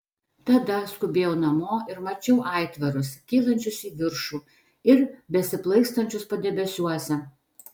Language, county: Lithuanian, Telšiai